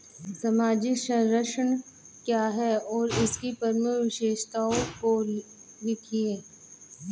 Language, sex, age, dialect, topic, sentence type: Hindi, male, 25-30, Hindustani Malvi Khadi Boli, banking, question